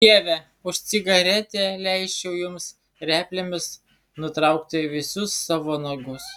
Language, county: Lithuanian, Šiauliai